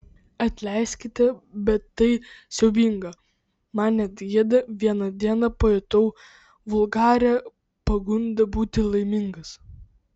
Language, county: Lithuanian, Vilnius